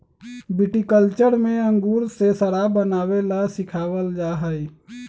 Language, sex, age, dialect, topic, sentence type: Magahi, male, 36-40, Western, agriculture, statement